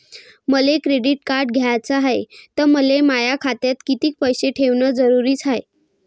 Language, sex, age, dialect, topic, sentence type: Marathi, female, 18-24, Varhadi, banking, question